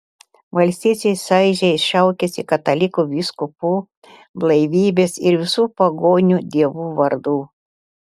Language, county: Lithuanian, Telšiai